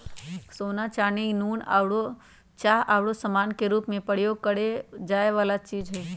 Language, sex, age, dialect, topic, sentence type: Magahi, female, 36-40, Western, banking, statement